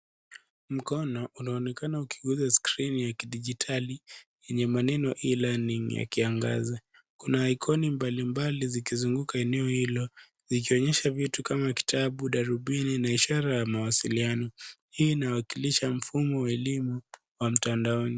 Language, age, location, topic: Swahili, 36-49, Nairobi, education